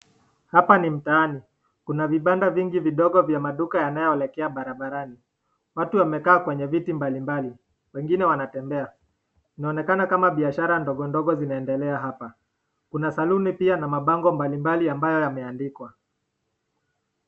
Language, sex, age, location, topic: Swahili, male, 18-24, Nakuru, finance